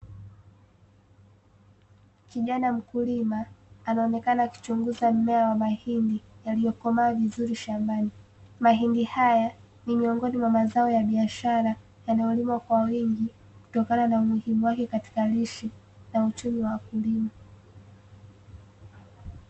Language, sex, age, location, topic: Swahili, female, 18-24, Dar es Salaam, agriculture